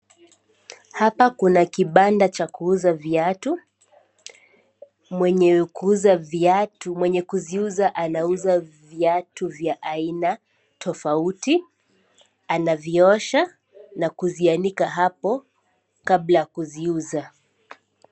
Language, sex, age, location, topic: Swahili, female, 18-24, Kisii, finance